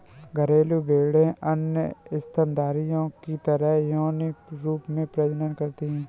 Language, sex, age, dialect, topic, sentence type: Hindi, male, 25-30, Kanauji Braj Bhasha, agriculture, statement